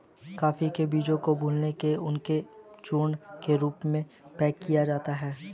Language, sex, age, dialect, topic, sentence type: Hindi, male, 18-24, Hindustani Malvi Khadi Boli, agriculture, statement